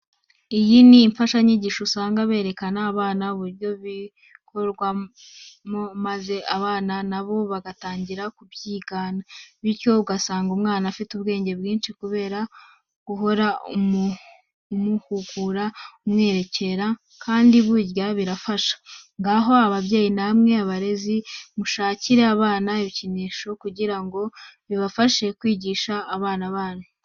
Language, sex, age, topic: Kinyarwanda, female, 18-24, education